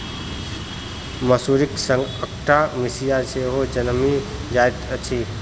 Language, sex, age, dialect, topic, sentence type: Maithili, male, 25-30, Southern/Standard, agriculture, statement